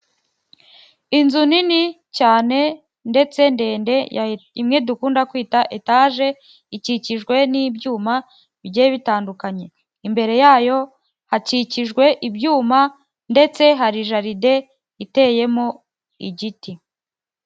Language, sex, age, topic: Kinyarwanda, female, 18-24, finance